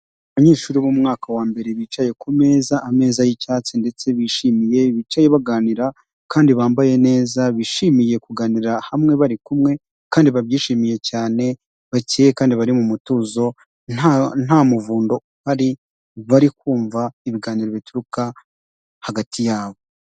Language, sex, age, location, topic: Kinyarwanda, male, 18-24, Huye, education